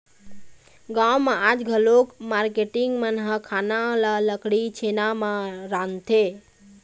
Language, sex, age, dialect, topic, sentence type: Chhattisgarhi, female, 18-24, Eastern, agriculture, statement